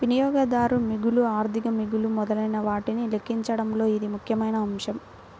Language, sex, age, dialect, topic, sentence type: Telugu, female, 18-24, Central/Coastal, agriculture, statement